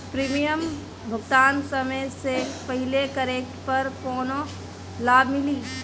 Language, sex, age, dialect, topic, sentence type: Bhojpuri, female, 18-24, Northern, banking, question